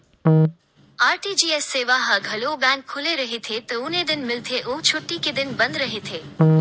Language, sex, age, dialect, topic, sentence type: Chhattisgarhi, male, 18-24, Western/Budati/Khatahi, banking, statement